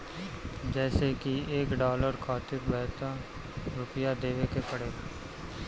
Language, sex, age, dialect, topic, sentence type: Bhojpuri, male, 25-30, Northern, banking, statement